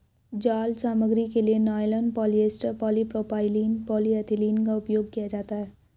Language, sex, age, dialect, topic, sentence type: Hindi, female, 56-60, Hindustani Malvi Khadi Boli, agriculture, statement